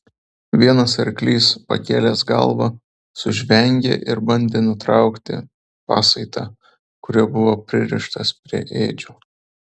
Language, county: Lithuanian, Vilnius